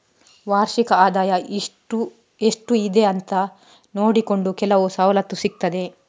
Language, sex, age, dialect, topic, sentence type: Kannada, female, 31-35, Coastal/Dakshin, banking, statement